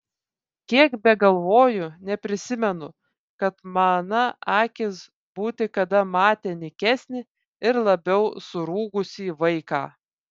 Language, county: Lithuanian, Vilnius